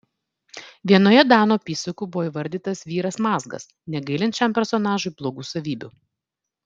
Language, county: Lithuanian, Vilnius